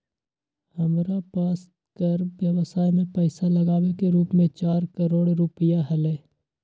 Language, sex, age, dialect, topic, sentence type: Magahi, male, 51-55, Western, banking, statement